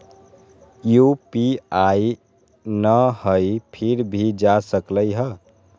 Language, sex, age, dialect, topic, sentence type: Magahi, male, 18-24, Western, banking, question